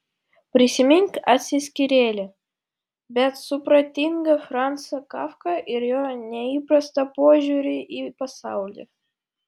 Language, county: Lithuanian, Vilnius